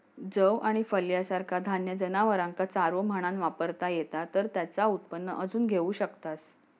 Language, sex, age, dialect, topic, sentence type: Marathi, female, 56-60, Southern Konkan, agriculture, statement